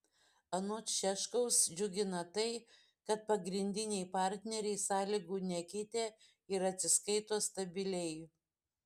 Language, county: Lithuanian, Šiauliai